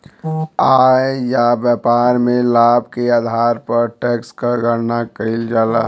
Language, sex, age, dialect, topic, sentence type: Bhojpuri, male, 36-40, Western, banking, statement